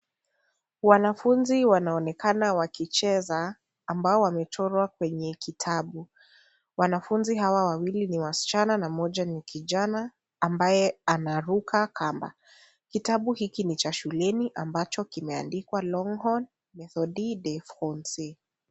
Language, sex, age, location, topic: Swahili, female, 50+, Kisii, education